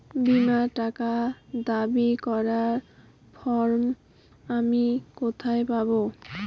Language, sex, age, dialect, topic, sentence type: Bengali, female, 18-24, Rajbangshi, banking, question